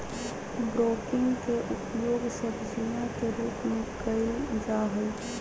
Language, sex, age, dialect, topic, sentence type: Magahi, female, 31-35, Western, agriculture, statement